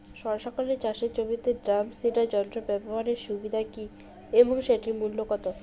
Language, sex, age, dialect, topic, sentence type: Bengali, female, 25-30, Rajbangshi, agriculture, question